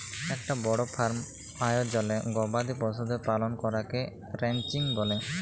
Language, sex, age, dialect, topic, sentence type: Bengali, male, 18-24, Jharkhandi, agriculture, statement